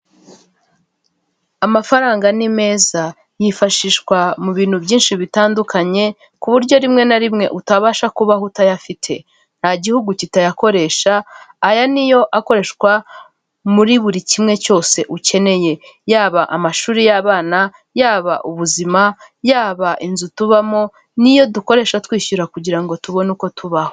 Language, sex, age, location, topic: Kinyarwanda, female, 25-35, Kigali, finance